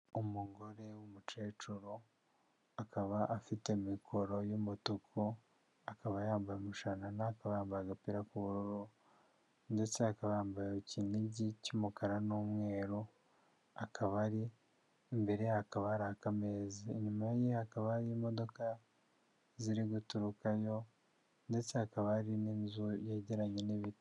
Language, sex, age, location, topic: Kinyarwanda, male, 36-49, Huye, health